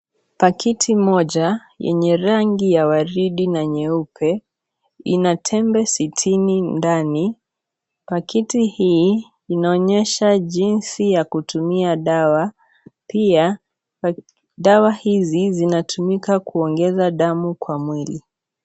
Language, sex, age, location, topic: Swahili, female, 18-24, Kisii, health